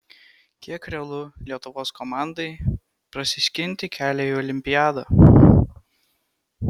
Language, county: Lithuanian, Kaunas